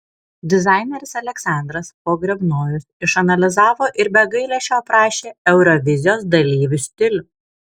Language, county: Lithuanian, Kaunas